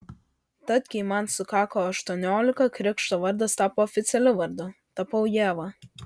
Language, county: Lithuanian, Vilnius